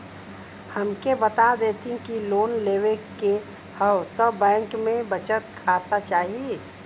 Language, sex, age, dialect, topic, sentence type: Bhojpuri, female, 41-45, Western, banking, question